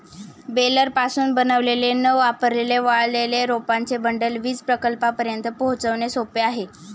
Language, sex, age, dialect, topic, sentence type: Marathi, female, 18-24, Standard Marathi, agriculture, statement